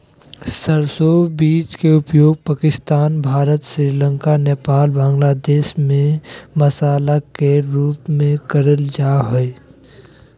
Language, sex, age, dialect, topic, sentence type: Magahi, male, 56-60, Southern, agriculture, statement